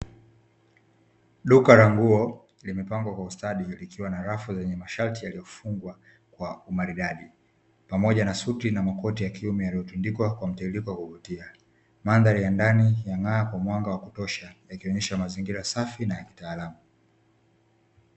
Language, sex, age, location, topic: Swahili, male, 18-24, Dar es Salaam, finance